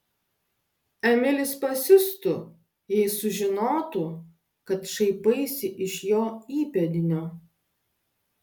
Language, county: Lithuanian, Klaipėda